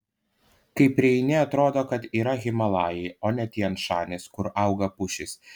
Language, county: Lithuanian, Panevėžys